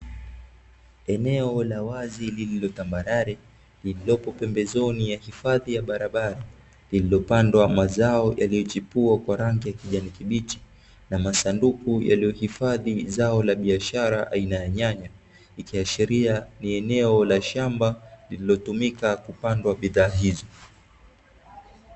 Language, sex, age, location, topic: Swahili, male, 25-35, Dar es Salaam, agriculture